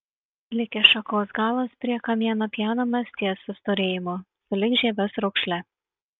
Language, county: Lithuanian, Šiauliai